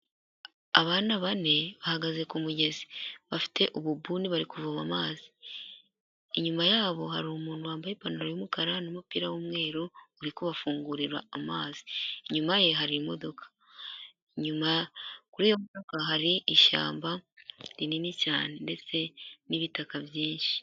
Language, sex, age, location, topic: Kinyarwanda, female, 18-24, Huye, health